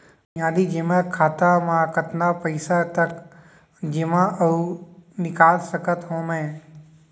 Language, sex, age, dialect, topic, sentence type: Chhattisgarhi, male, 18-24, Central, banking, question